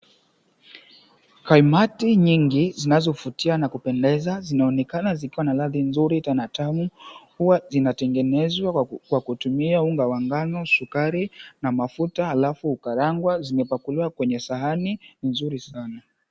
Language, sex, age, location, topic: Swahili, male, 18-24, Mombasa, agriculture